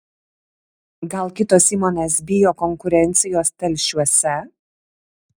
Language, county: Lithuanian, Vilnius